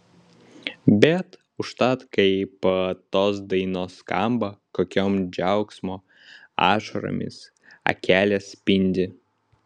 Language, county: Lithuanian, Vilnius